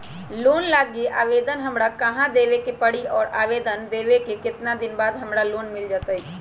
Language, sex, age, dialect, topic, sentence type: Magahi, male, 18-24, Western, banking, question